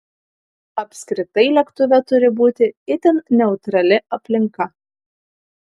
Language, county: Lithuanian, Kaunas